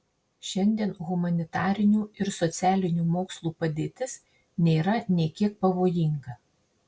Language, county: Lithuanian, Marijampolė